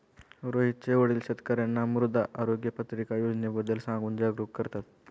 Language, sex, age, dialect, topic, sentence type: Marathi, male, 25-30, Standard Marathi, agriculture, statement